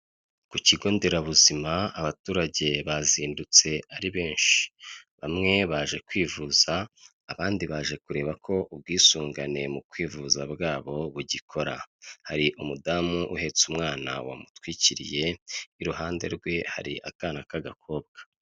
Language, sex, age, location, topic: Kinyarwanda, male, 25-35, Kigali, health